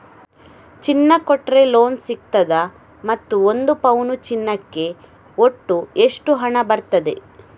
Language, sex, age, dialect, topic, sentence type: Kannada, female, 18-24, Coastal/Dakshin, banking, question